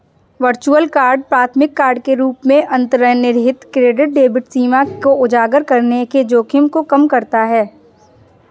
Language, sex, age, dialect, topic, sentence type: Hindi, female, 18-24, Kanauji Braj Bhasha, banking, statement